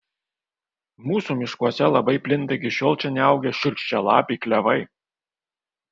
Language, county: Lithuanian, Kaunas